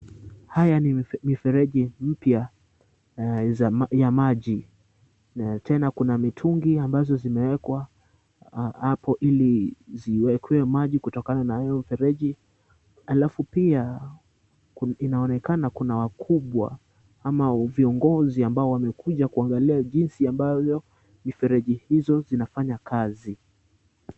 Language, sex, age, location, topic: Swahili, male, 18-24, Kisumu, health